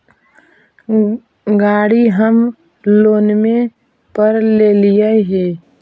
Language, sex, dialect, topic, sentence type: Magahi, female, Central/Standard, banking, question